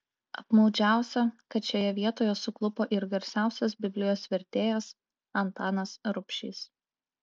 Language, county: Lithuanian, Klaipėda